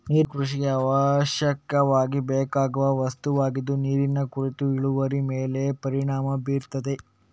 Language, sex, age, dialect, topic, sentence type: Kannada, male, 36-40, Coastal/Dakshin, agriculture, statement